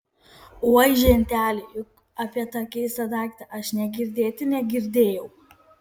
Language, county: Lithuanian, Kaunas